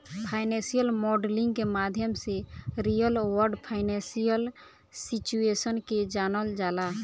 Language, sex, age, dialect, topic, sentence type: Bhojpuri, female, <18, Southern / Standard, banking, statement